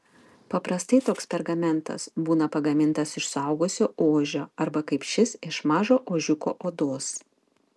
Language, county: Lithuanian, Panevėžys